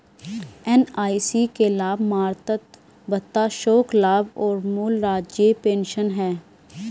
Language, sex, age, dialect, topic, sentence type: Hindi, female, 25-30, Hindustani Malvi Khadi Boli, banking, statement